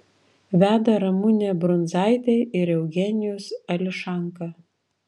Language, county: Lithuanian, Vilnius